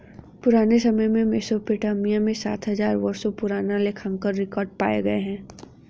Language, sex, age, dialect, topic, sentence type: Hindi, female, 31-35, Hindustani Malvi Khadi Boli, banking, statement